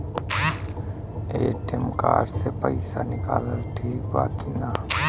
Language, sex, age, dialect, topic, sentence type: Bhojpuri, female, 25-30, Southern / Standard, banking, question